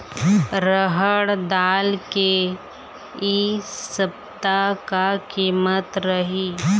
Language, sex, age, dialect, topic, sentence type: Chhattisgarhi, female, 25-30, Eastern, agriculture, question